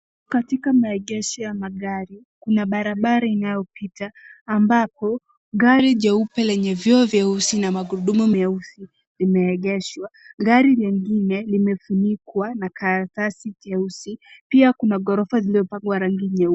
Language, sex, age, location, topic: Swahili, female, 18-24, Nairobi, finance